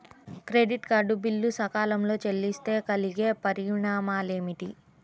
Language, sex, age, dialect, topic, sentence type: Telugu, female, 31-35, Central/Coastal, banking, question